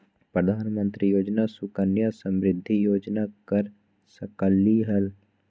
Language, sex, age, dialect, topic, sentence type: Magahi, female, 31-35, Western, banking, question